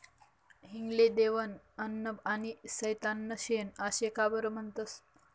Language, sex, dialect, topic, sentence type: Marathi, female, Northern Konkan, agriculture, statement